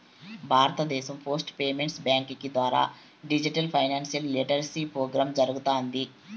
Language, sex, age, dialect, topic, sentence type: Telugu, male, 56-60, Southern, banking, statement